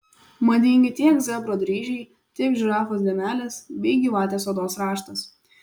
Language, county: Lithuanian, Kaunas